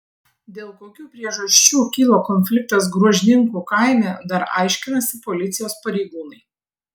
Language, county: Lithuanian, Vilnius